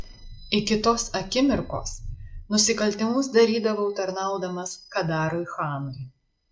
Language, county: Lithuanian, Marijampolė